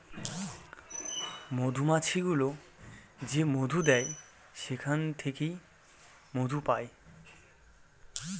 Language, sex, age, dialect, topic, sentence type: Bengali, male, 25-30, Northern/Varendri, agriculture, statement